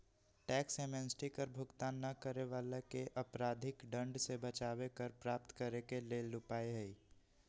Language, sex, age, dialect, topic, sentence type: Magahi, male, 18-24, Western, banking, statement